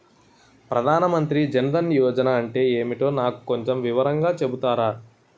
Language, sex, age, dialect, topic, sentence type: Telugu, male, 18-24, Utterandhra, banking, question